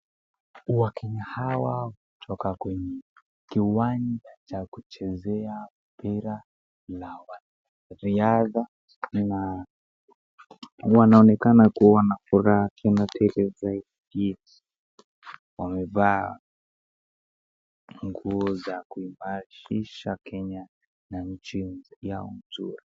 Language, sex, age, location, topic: Swahili, female, 36-49, Nakuru, government